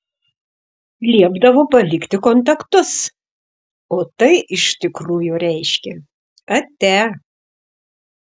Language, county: Lithuanian, Šiauliai